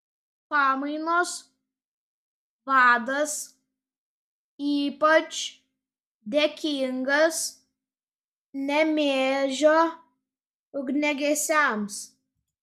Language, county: Lithuanian, Šiauliai